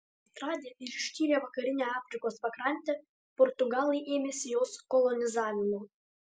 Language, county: Lithuanian, Alytus